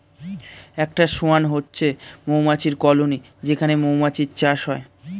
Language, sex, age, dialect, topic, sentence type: Bengali, male, 18-24, Standard Colloquial, agriculture, statement